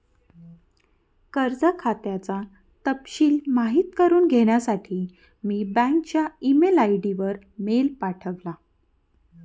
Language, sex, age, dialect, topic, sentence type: Marathi, female, 31-35, Northern Konkan, banking, statement